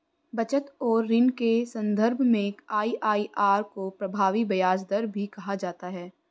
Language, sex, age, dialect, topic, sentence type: Hindi, female, 18-24, Hindustani Malvi Khadi Boli, banking, statement